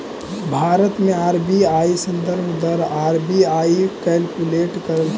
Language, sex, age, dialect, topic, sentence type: Magahi, male, 18-24, Central/Standard, agriculture, statement